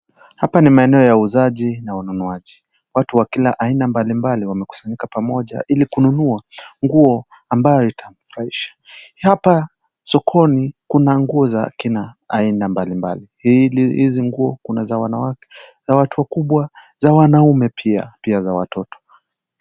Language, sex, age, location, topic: Swahili, male, 18-24, Kisii, finance